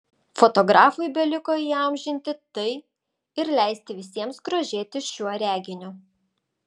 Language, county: Lithuanian, Vilnius